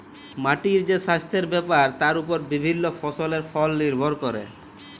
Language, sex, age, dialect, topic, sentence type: Bengali, male, 18-24, Jharkhandi, agriculture, statement